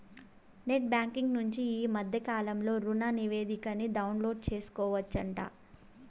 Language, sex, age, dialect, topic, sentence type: Telugu, female, 18-24, Southern, banking, statement